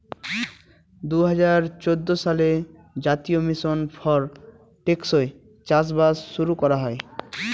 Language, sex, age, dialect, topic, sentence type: Bengali, male, 18-24, Northern/Varendri, agriculture, statement